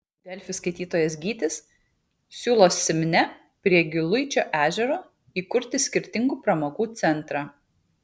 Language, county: Lithuanian, Kaunas